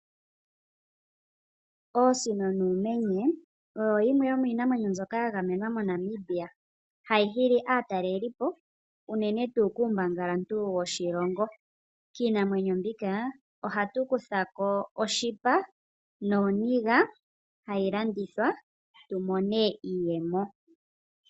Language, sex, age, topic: Oshiwambo, female, 25-35, agriculture